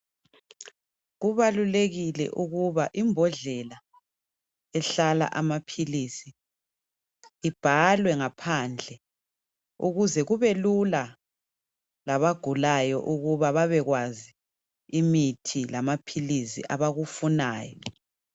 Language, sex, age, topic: North Ndebele, female, 25-35, health